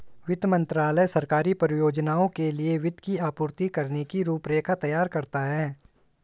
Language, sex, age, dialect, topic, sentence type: Hindi, male, 18-24, Hindustani Malvi Khadi Boli, banking, statement